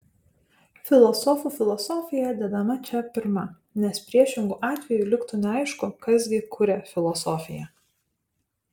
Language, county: Lithuanian, Panevėžys